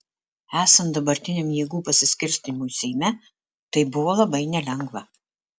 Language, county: Lithuanian, Alytus